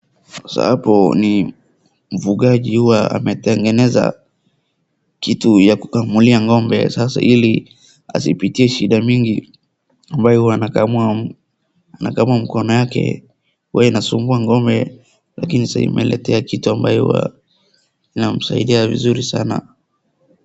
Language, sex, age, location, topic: Swahili, male, 18-24, Wajir, agriculture